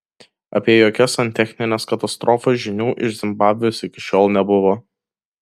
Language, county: Lithuanian, Kaunas